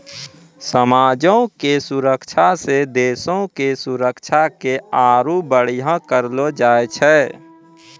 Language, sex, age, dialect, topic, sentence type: Maithili, male, 25-30, Angika, banking, statement